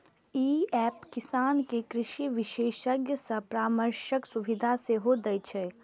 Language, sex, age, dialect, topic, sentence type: Maithili, female, 25-30, Eastern / Thethi, agriculture, statement